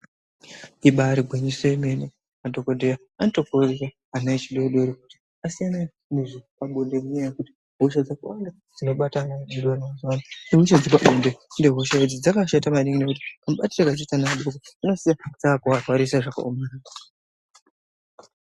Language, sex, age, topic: Ndau, male, 50+, health